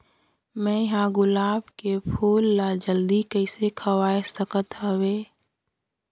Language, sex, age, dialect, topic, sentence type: Chhattisgarhi, female, 18-24, Northern/Bhandar, agriculture, question